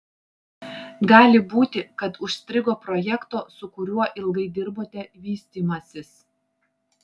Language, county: Lithuanian, Klaipėda